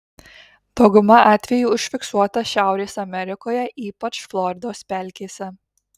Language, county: Lithuanian, Kaunas